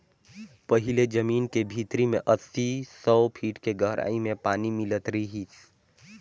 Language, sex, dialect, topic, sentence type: Chhattisgarhi, male, Northern/Bhandar, agriculture, statement